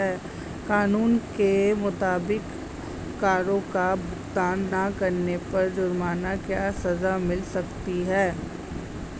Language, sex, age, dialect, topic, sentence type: Hindi, female, 36-40, Hindustani Malvi Khadi Boli, banking, statement